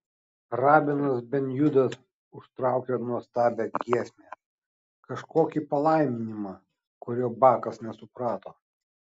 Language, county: Lithuanian, Kaunas